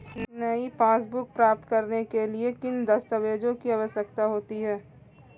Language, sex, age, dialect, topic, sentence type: Hindi, female, 25-30, Marwari Dhudhari, banking, question